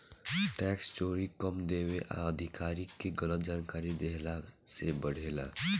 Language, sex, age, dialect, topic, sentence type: Bhojpuri, male, <18, Southern / Standard, banking, statement